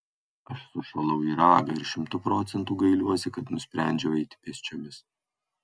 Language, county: Lithuanian, Kaunas